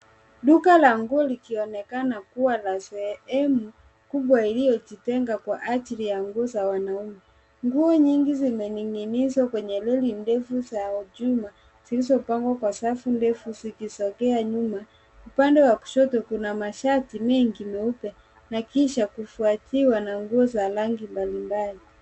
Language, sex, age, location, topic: Swahili, male, 25-35, Nairobi, finance